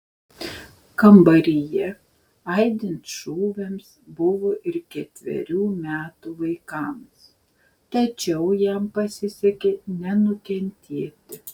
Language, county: Lithuanian, Šiauliai